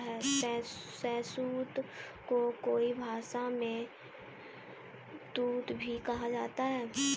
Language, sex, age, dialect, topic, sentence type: Hindi, female, 18-24, Kanauji Braj Bhasha, agriculture, statement